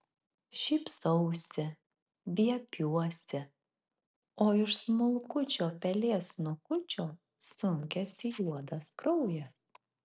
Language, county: Lithuanian, Marijampolė